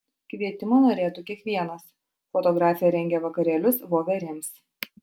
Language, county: Lithuanian, Utena